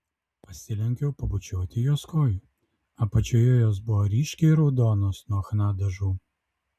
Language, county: Lithuanian, Alytus